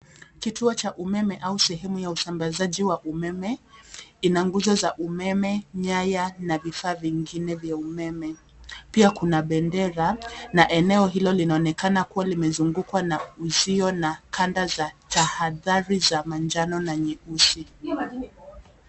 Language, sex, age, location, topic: Swahili, female, 25-35, Nairobi, government